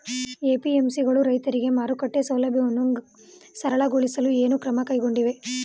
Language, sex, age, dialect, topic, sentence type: Kannada, female, 18-24, Mysore Kannada, agriculture, question